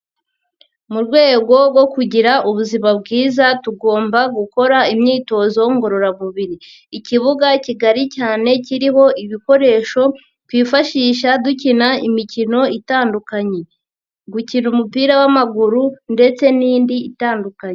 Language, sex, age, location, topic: Kinyarwanda, female, 50+, Nyagatare, education